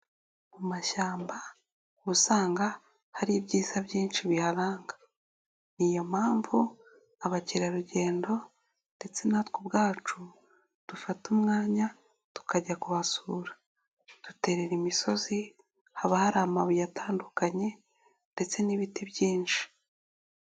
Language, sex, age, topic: Kinyarwanda, female, 18-24, agriculture